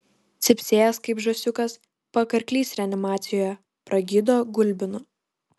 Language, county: Lithuanian, Kaunas